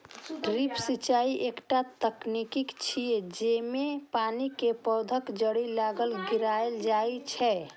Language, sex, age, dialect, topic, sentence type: Maithili, female, 25-30, Eastern / Thethi, agriculture, statement